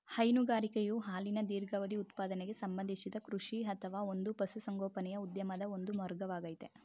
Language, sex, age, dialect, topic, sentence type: Kannada, male, 31-35, Mysore Kannada, agriculture, statement